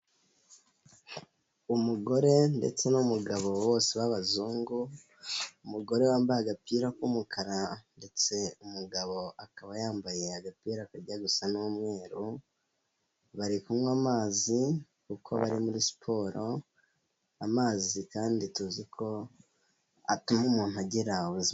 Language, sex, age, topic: Kinyarwanda, male, 18-24, health